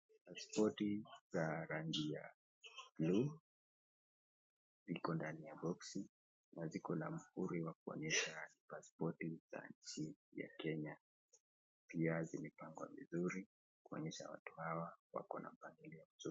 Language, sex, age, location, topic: Swahili, male, 18-24, Nakuru, government